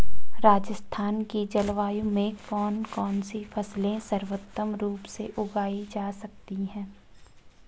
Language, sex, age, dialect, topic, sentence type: Hindi, female, 25-30, Marwari Dhudhari, agriculture, question